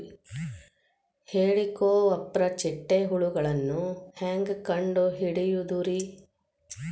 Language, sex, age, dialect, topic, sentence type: Kannada, female, 41-45, Dharwad Kannada, agriculture, question